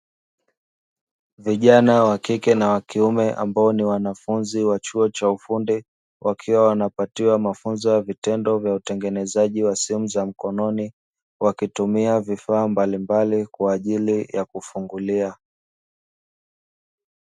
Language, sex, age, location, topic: Swahili, male, 25-35, Dar es Salaam, education